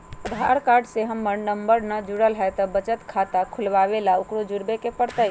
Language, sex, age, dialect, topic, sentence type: Magahi, male, 18-24, Western, banking, question